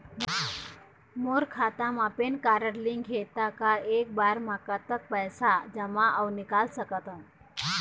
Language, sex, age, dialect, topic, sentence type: Chhattisgarhi, female, 25-30, Eastern, banking, question